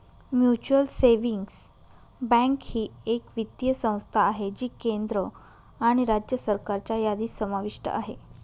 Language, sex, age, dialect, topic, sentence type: Marathi, female, 31-35, Northern Konkan, banking, statement